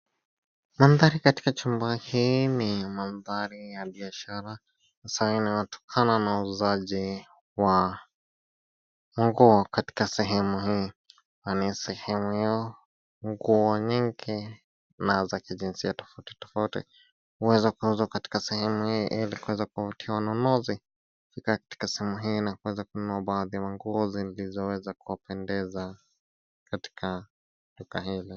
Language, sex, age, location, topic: Swahili, male, 25-35, Nairobi, finance